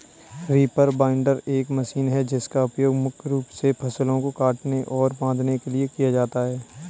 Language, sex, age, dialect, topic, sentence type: Hindi, male, 25-30, Kanauji Braj Bhasha, agriculture, statement